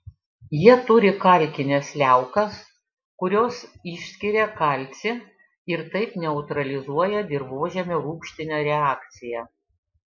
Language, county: Lithuanian, Šiauliai